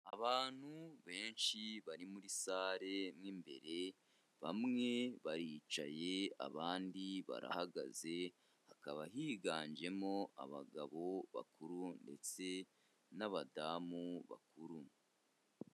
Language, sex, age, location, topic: Kinyarwanda, male, 25-35, Kigali, health